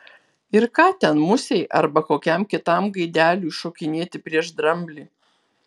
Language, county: Lithuanian, Kaunas